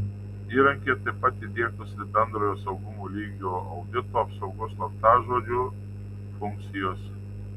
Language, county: Lithuanian, Tauragė